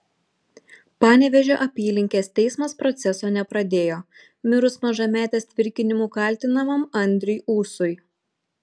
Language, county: Lithuanian, Šiauliai